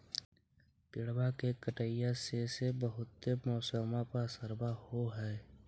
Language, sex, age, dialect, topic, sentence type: Magahi, male, 60-100, Central/Standard, agriculture, question